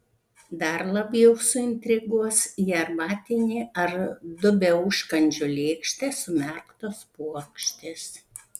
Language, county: Lithuanian, Panevėžys